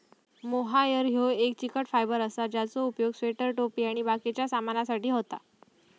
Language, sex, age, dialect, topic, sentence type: Marathi, female, 18-24, Southern Konkan, agriculture, statement